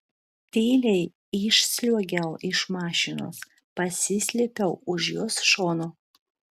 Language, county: Lithuanian, Vilnius